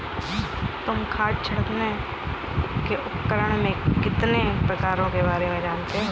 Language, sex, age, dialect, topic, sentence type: Hindi, female, 31-35, Kanauji Braj Bhasha, agriculture, statement